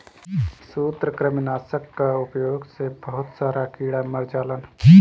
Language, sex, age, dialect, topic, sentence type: Bhojpuri, male, 25-30, Northern, agriculture, statement